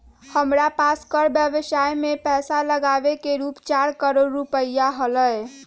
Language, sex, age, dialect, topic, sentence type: Magahi, female, 31-35, Western, banking, statement